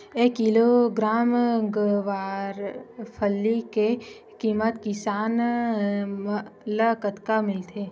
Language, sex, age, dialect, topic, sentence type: Chhattisgarhi, female, 18-24, Western/Budati/Khatahi, agriculture, question